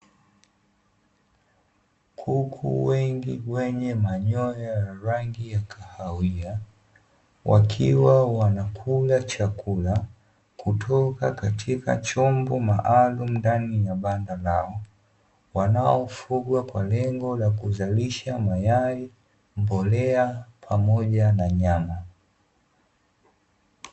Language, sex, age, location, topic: Swahili, male, 25-35, Dar es Salaam, agriculture